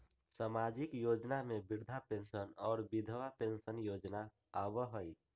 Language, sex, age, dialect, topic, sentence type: Magahi, male, 18-24, Western, banking, question